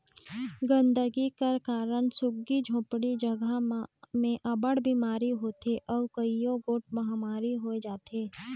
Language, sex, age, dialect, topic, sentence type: Chhattisgarhi, female, 18-24, Northern/Bhandar, banking, statement